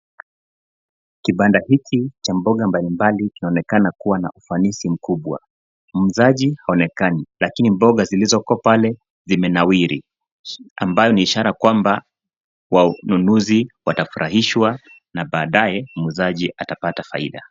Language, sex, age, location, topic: Swahili, male, 25-35, Nairobi, finance